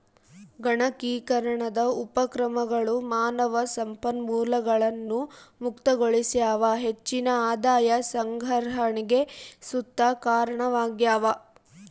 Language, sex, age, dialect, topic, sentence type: Kannada, female, 18-24, Central, banking, statement